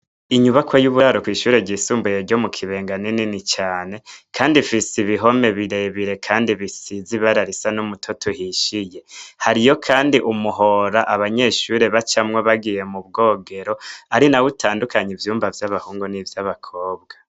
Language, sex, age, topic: Rundi, male, 25-35, education